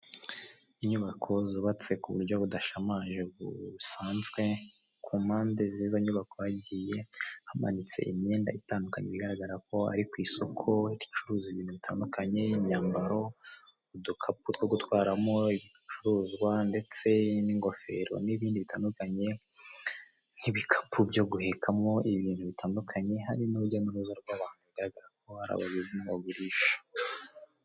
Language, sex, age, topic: Kinyarwanda, male, 18-24, finance